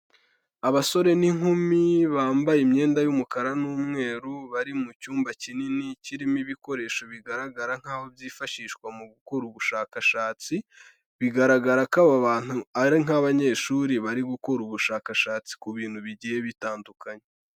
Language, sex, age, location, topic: Kinyarwanda, male, 18-24, Kigali, health